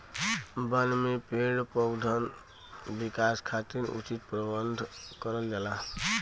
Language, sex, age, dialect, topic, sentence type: Bhojpuri, male, 36-40, Western, agriculture, statement